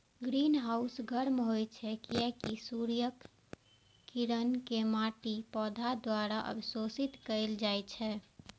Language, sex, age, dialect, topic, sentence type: Maithili, female, 18-24, Eastern / Thethi, agriculture, statement